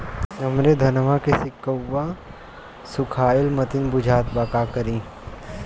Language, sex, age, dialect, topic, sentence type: Bhojpuri, male, 18-24, Western, agriculture, question